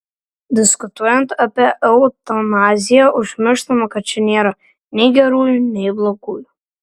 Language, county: Lithuanian, Vilnius